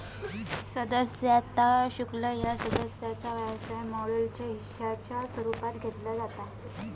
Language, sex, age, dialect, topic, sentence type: Marathi, female, 18-24, Southern Konkan, banking, statement